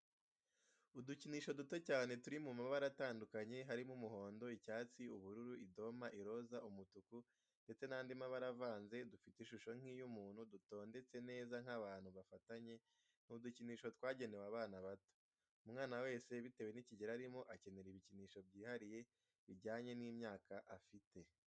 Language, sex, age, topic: Kinyarwanda, male, 18-24, education